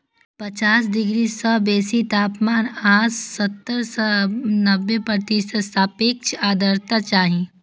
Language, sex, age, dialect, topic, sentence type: Maithili, female, 25-30, Eastern / Thethi, agriculture, statement